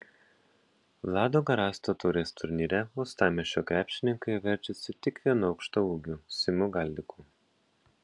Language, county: Lithuanian, Panevėžys